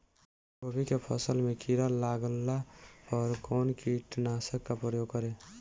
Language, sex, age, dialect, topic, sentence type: Bhojpuri, male, 18-24, Northern, agriculture, question